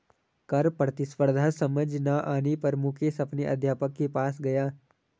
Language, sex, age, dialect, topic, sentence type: Hindi, male, 18-24, Garhwali, banking, statement